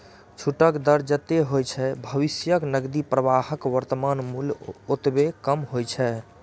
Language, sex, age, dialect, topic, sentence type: Maithili, male, 25-30, Eastern / Thethi, banking, statement